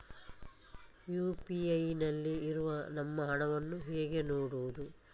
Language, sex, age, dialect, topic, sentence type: Kannada, female, 51-55, Coastal/Dakshin, banking, question